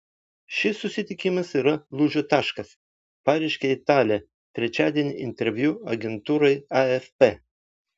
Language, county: Lithuanian, Vilnius